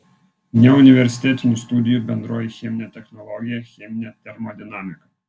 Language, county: Lithuanian, Vilnius